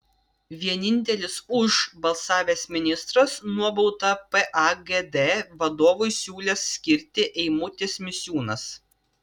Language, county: Lithuanian, Vilnius